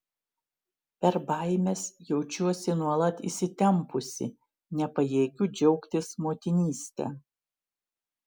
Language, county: Lithuanian, Šiauliai